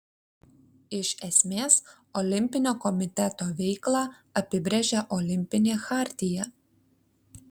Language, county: Lithuanian, Kaunas